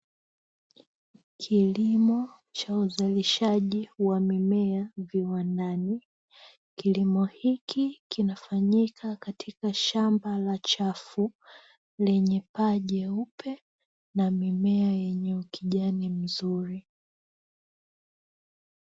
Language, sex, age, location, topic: Swahili, female, 18-24, Dar es Salaam, agriculture